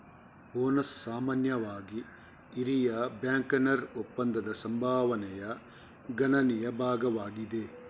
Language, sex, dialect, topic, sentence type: Kannada, male, Coastal/Dakshin, banking, statement